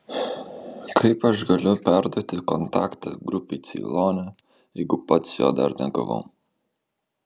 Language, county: Lithuanian, Kaunas